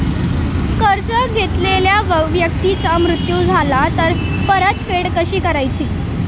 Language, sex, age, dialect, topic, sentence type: Marathi, male, <18, Standard Marathi, banking, question